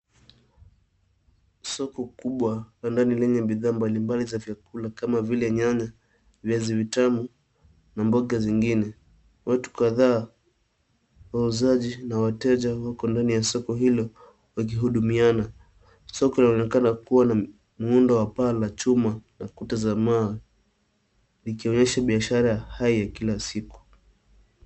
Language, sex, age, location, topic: Swahili, male, 18-24, Nairobi, finance